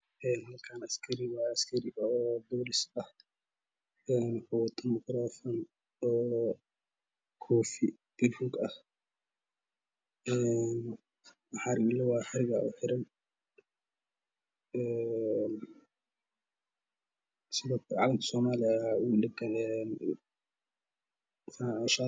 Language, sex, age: Somali, male, 18-24